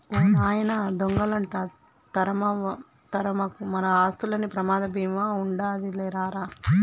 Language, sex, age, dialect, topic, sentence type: Telugu, female, 31-35, Telangana, banking, statement